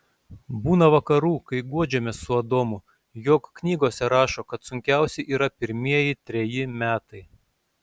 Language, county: Lithuanian, Šiauliai